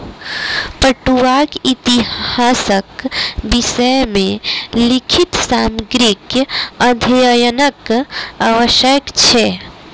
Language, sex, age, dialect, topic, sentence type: Maithili, female, 18-24, Southern/Standard, agriculture, statement